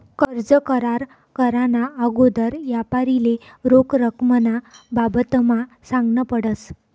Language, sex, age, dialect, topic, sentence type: Marathi, female, 56-60, Northern Konkan, banking, statement